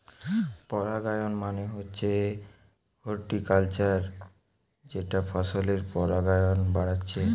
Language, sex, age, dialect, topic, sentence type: Bengali, male, <18, Western, agriculture, statement